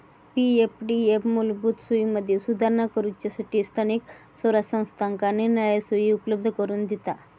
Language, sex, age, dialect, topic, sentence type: Marathi, female, 31-35, Southern Konkan, banking, statement